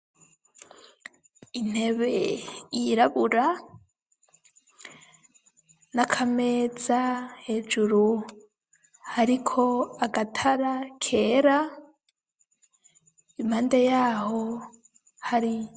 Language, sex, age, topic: Rundi, female, 25-35, education